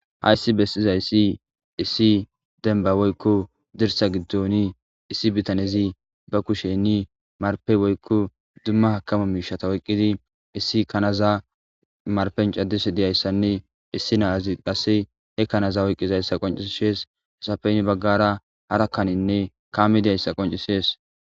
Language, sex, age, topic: Gamo, male, 25-35, agriculture